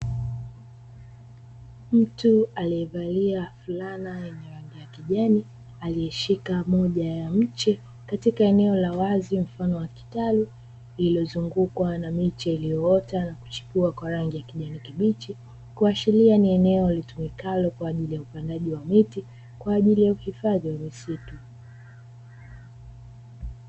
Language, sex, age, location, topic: Swahili, female, 25-35, Dar es Salaam, agriculture